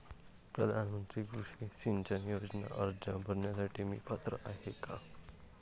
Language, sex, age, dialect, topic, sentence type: Marathi, male, 18-24, Standard Marathi, agriculture, question